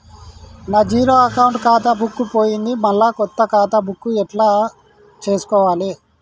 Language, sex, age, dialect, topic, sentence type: Telugu, male, 31-35, Telangana, banking, question